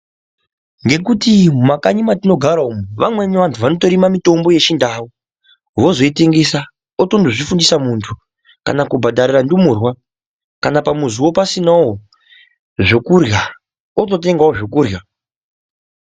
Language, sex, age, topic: Ndau, male, 50+, health